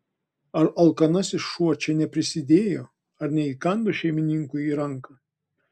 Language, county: Lithuanian, Klaipėda